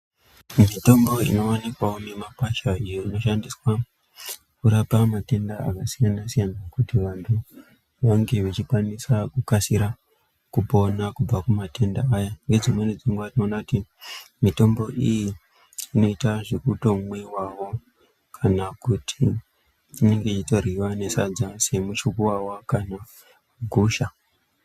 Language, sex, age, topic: Ndau, male, 25-35, health